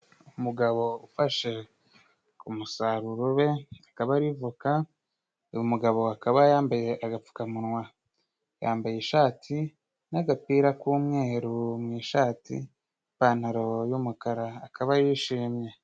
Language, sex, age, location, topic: Kinyarwanda, male, 25-35, Musanze, agriculture